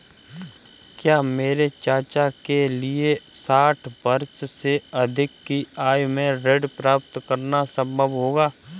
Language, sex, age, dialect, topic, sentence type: Hindi, male, 25-30, Kanauji Braj Bhasha, banking, statement